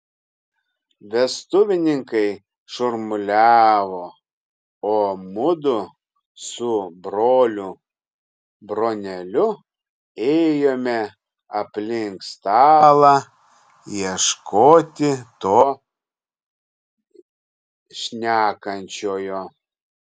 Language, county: Lithuanian, Kaunas